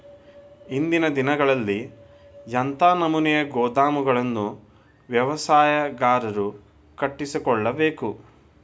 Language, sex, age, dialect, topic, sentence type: Kannada, male, 25-30, Dharwad Kannada, agriculture, question